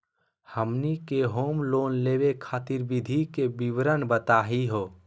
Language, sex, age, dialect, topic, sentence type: Magahi, male, 18-24, Southern, banking, question